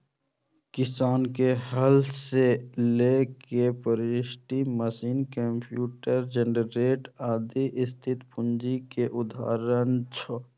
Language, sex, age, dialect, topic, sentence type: Maithili, male, 25-30, Eastern / Thethi, banking, statement